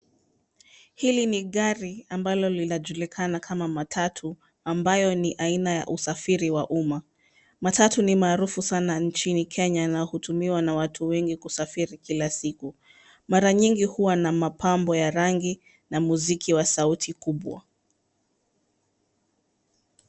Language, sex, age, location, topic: Swahili, female, 25-35, Nairobi, government